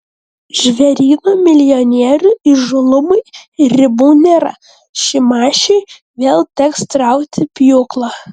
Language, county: Lithuanian, Vilnius